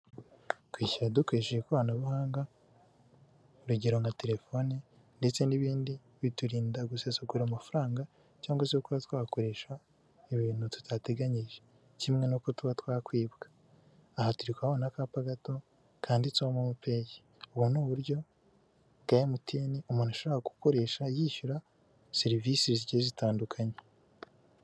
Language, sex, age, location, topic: Kinyarwanda, male, 18-24, Kigali, finance